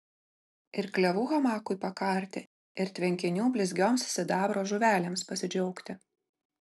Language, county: Lithuanian, Marijampolė